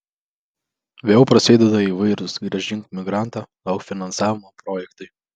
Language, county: Lithuanian, Vilnius